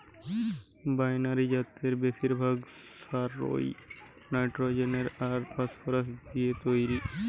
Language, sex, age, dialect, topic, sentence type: Bengali, male, 18-24, Western, agriculture, statement